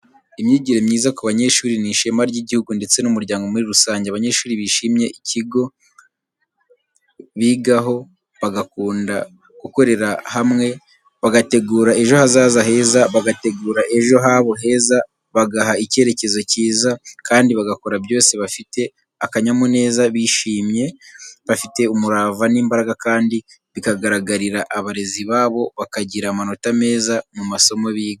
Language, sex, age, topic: Kinyarwanda, male, 25-35, education